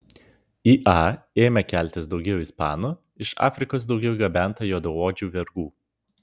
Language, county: Lithuanian, Vilnius